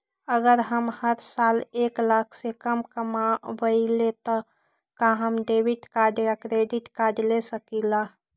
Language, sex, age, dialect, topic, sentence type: Magahi, female, 18-24, Western, banking, question